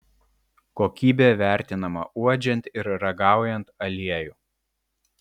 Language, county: Lithuanian, Vilnius